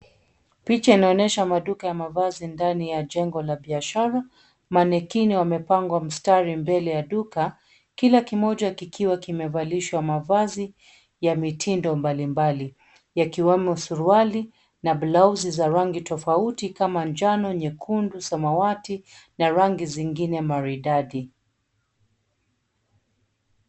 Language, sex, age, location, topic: Swahili, female, 36-49, Nairobi, finance